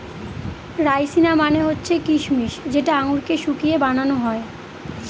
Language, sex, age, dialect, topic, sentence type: Bengali, female, 25-30, Northern/Varendri, agriculture, statement